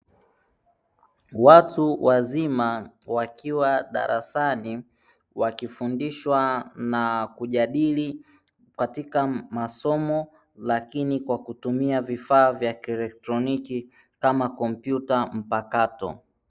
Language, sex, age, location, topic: Swahili, male, 18-24, Dar es Salaam, education